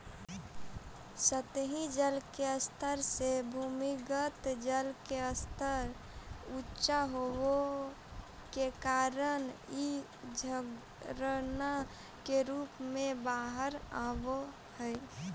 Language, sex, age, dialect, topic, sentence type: Magahi, female, 18-24, Central/Standard, banking, statement